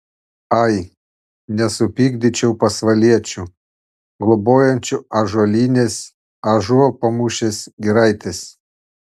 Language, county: Lithuanian, Panevėžys